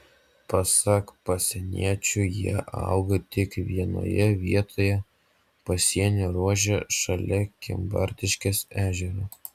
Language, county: Lithuanian, Utena